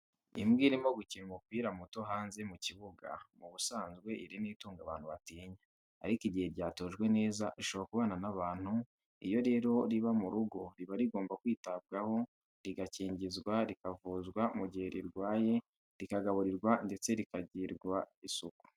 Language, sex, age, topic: Kinyarwanda, male, 18-24, education